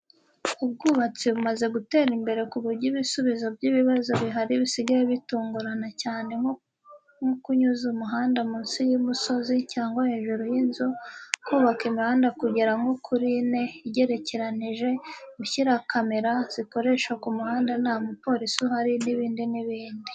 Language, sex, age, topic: Kinyarwanda, female, 25-35, education